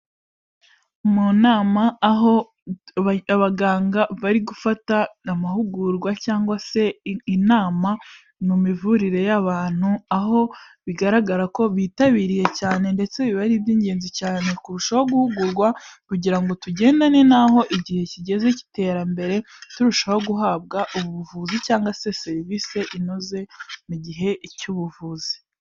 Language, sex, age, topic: Kinyarwanda, female, 18-24, health